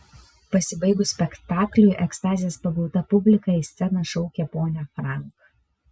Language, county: Lithuanian, Vilnius